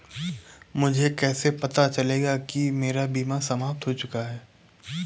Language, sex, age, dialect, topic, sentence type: Hindi, male, 18-24, Awadhi Bundeli, banking, question